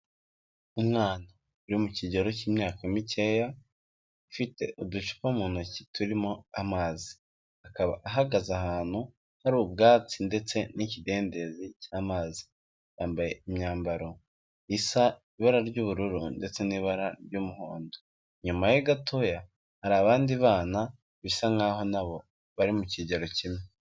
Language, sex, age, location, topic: Kinyarwanda, female, 25-35, Kigali, health